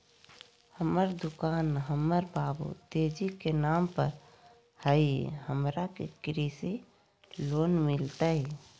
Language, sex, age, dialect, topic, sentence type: Magahi, female, 51-55, Southern, banking, question